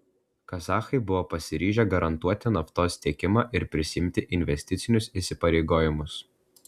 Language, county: Lithuanian, Klaipėda